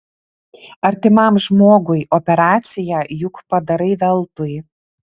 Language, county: Lithuanian, Vilnius